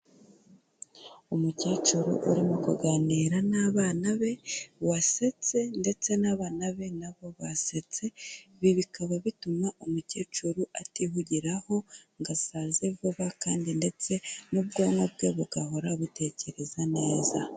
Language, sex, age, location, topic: Kinyarwanda, female, 18-24, Kigali, health